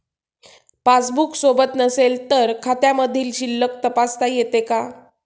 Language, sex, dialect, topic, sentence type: Marathi, female, Standard Marathi, banking, question